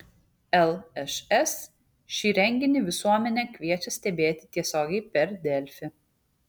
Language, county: Lithuanian, Kaunas